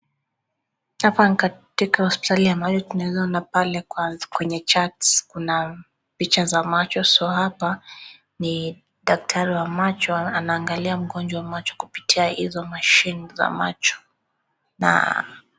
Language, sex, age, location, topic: Swahili, female, 25-35, Kisii, health